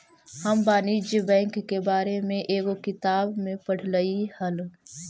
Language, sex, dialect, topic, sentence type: Magahi, female, Central/Standard, banking, statement